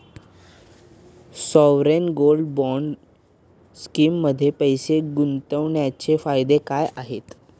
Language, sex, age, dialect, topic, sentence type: Marathi, male, 18-24, Standard Marathi, banking, question